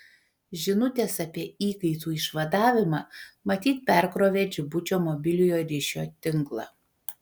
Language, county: Lithuanian, Panevėžys